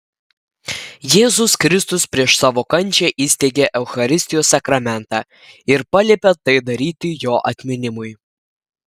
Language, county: Lithuanian, Klaipėda